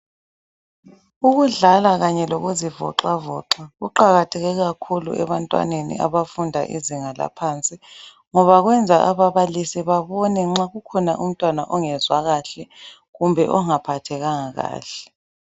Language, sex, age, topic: North Ndebele, female, 25-35, education